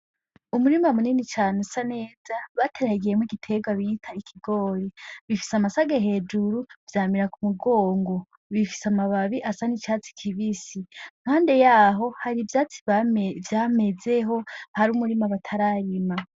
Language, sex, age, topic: Rundi, female, 18-24, agriculture